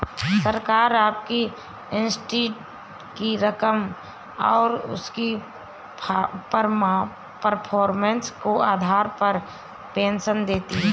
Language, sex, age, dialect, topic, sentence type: Hindi, female, 31-35, Awadhi Bundeli, banking, statement